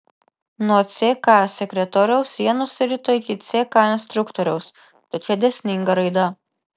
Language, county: Lithuanian, Vilnius